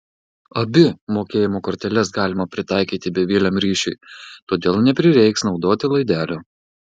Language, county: Lithuanian, Marijampolė